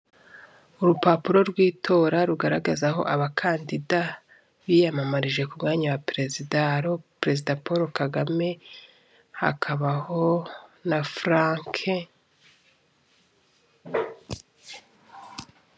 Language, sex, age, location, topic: Kinyarwanda, female, 25-35, Kigali, government